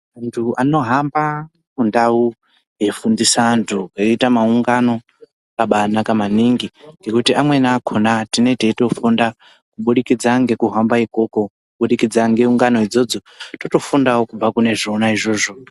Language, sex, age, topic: Ndau, female, 18-24, health